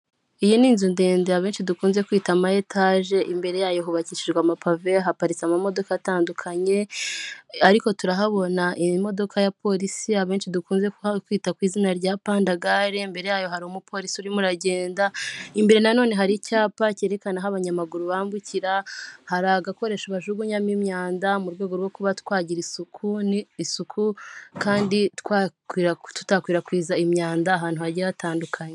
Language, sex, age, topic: Kinyarwanda, female, 18-24, government